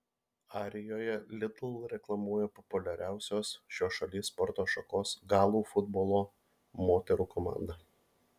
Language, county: Lithuanian, Marijampolė